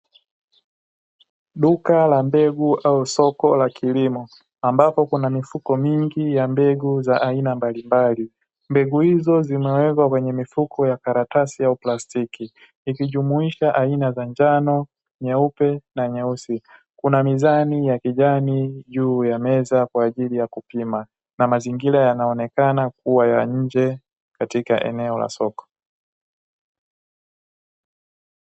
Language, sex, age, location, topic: Swahili, male, 18-24, Dar es Salaam, agriculture